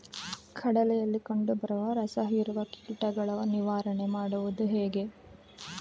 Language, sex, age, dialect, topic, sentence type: Kannada, female, 25-30, Mysore Kannada, agriculture, question